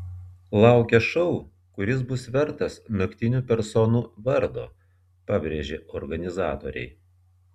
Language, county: Lithuanian, Vilnius